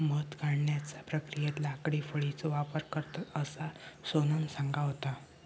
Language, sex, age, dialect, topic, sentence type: Marathi, male, 60-100, Southern Konkan, agriculture, statement